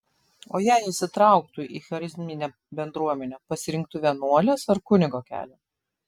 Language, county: Lithuanian, Telšiai